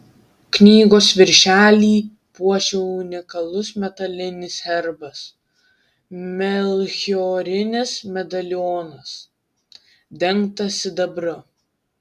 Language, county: Lithuanian, Vilnius